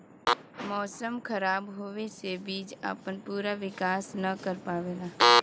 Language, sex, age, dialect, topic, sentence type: Bhojpuri, male, 18-24, Western, agriculture, statement